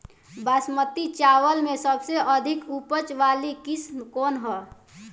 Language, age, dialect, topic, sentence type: Bhojpuri, 18-24, Southern / Standard, agriculture, question